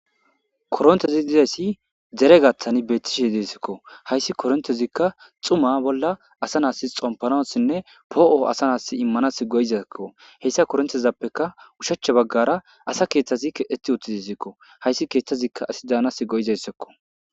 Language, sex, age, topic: Gamo, male, 25-35, government